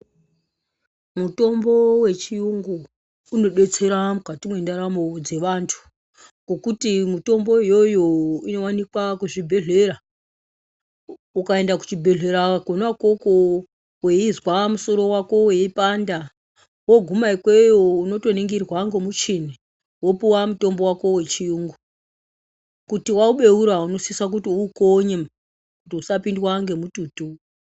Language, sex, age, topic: Ndau, male, 36-49, health